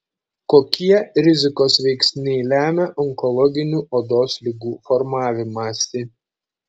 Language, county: Lithuanian, Šiauliai